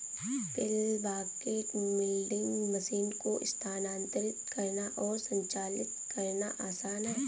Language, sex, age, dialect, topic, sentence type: Hindi, female, 18-24, Awadhi Bundeli, agriculture, statement